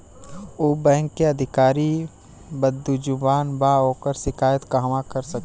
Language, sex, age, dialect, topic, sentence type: Bhojpuri, male, 18-24, Southern / Standard, banking, question